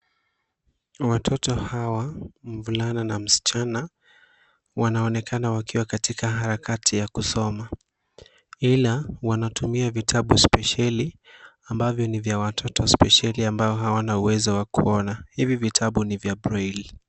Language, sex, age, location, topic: Swahili, male, 25-35, Nairobi, education